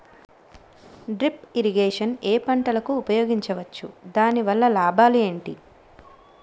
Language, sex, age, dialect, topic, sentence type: Telugu, female, 36-40, Utterandhra, agriculture, question